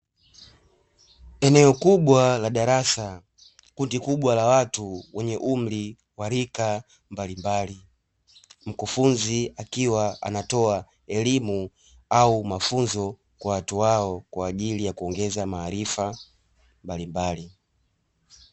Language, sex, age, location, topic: Swahili, male, 18-24, Dar es Salaam, education